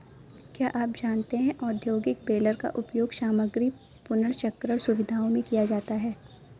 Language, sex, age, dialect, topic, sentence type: Hindi, female, 18-24, Awadhi Bundeli, agriculture, statement